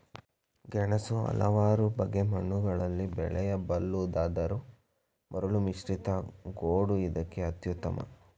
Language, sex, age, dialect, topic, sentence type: Kannada, male, 25-30, Mysore Kannada, agriculture, statement